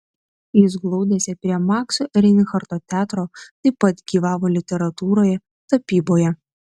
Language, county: Lithuanian, Tauragė